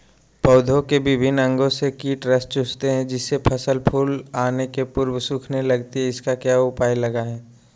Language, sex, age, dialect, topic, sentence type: Magahi, male, 25-30, Western, agriculture, question